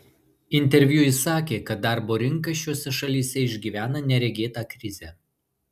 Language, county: Lithuanian, Marijampolė